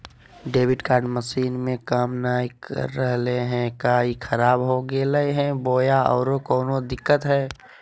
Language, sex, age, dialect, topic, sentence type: Magahi, male, 18-24, Southern, banking, question